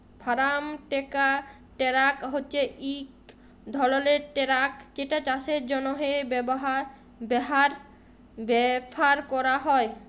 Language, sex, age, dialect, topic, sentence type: Bengali, female, 25-30, Jharkhandi, agriculture, statement